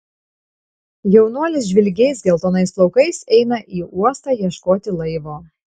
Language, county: Lithuanian, Panevėžys